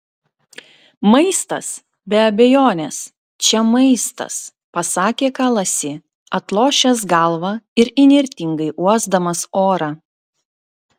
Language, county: Lithuanian, Klaipėda